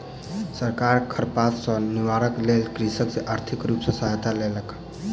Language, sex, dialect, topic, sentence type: Maithili, male, Southern/Standard, agriculture, statement